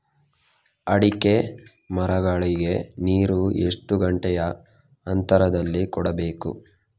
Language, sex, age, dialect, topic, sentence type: Kannada, male, 18-24, Coastal/Dakshin, agriculture, question